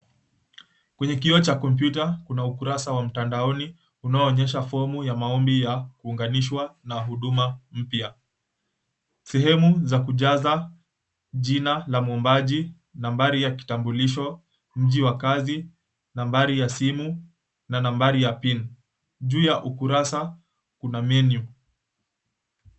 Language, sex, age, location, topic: Swahili, male, 18-24, Mombasa, government